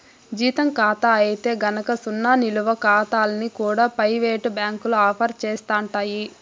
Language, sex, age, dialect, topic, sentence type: Telugu, female, 51-55, Southern, banking, statement